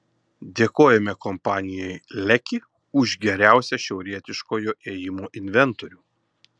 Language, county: Lithuanian, Kaunas